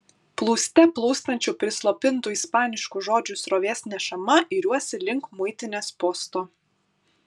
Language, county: Lithuanian, Kaunas